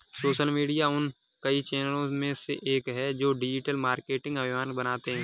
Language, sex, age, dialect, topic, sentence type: Hindi, male, 18-24, Kanauji Braj Bhasha, banking, statement